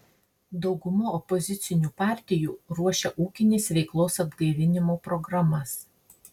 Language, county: Lithuanian, Marijampolė